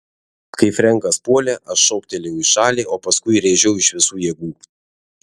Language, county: Lithuanian, Vilnius